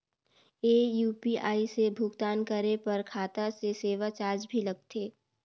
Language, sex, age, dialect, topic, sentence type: Chhattisgarhi, female, 18-24, Northern/Bhandar, banking, question